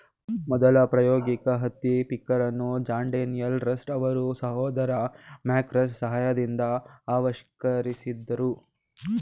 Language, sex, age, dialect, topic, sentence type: Kannada, male, 18-24, Mysore Kannada, agriculture, statement